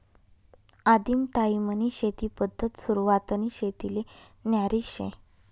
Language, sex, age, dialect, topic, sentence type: Marathi, female, 31-35, Northern Konkan, agriculture, statement